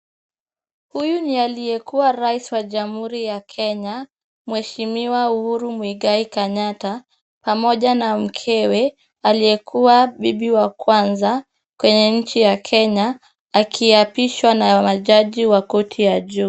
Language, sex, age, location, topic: Swahili, female, 25-35, Kisumu, government